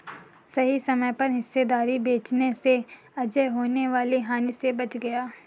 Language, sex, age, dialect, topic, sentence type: Hindi, female, 41-45, Kanauji Braj Bhasha, banking, statement